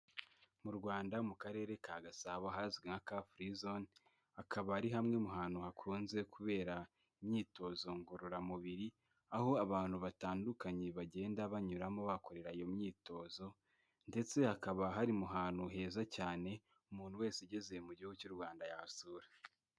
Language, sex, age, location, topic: Kinyarwanda, male, 18-24, Kigali, government